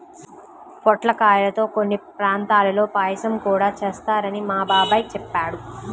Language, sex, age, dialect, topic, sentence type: Telugu, female, 31-35, Central/Coastal, agriculture, statement